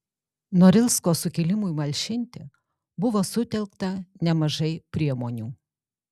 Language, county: Lithuanian, Alytus